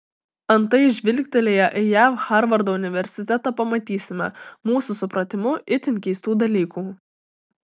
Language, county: Lithuanian, Tauragė